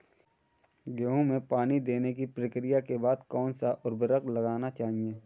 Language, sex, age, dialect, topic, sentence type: Hindi, male, 41-45, Awadhi Bundeli, agriculture, question